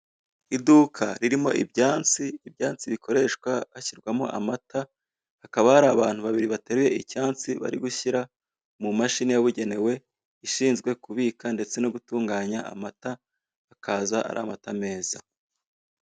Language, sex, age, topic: Kinyarwanda, male, 25-35, finance